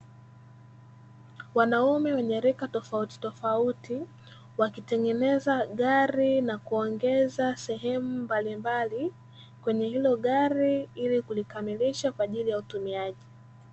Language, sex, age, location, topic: Swahili, female, 18-24, Dar es Salaam, education